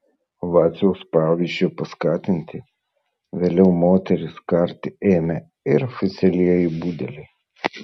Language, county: Lithuanian, Vilnius